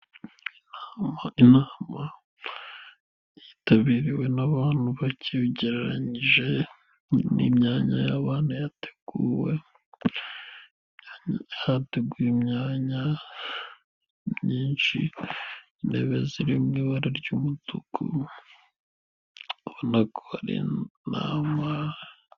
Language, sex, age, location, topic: Kinyarwanda, male, 18-24, Nyagatare, government